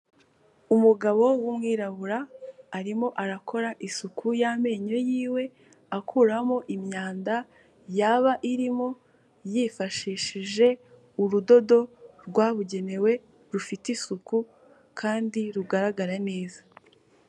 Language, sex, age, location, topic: Kinyarwanda, female, 18-24, Kigali, health